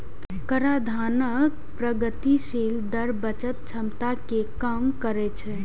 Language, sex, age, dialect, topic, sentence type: Maithili, female, 18-24, Eastern / Thethi, banking, statement